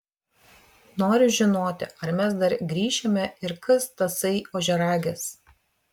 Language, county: Lithuanian, Vilnius